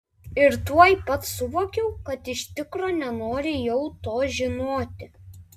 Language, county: Lithuanian, Klaipėda